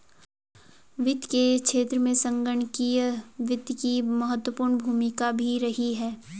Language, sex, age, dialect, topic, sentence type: Hindi, female, 18-24, Garhwali, banking, statement